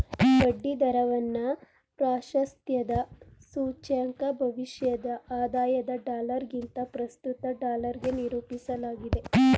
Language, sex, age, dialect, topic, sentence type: Kannada, female, 18-24, Mysore Kannada, banking, statement